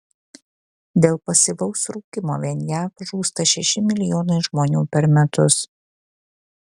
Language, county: Lithuanian, Kaunas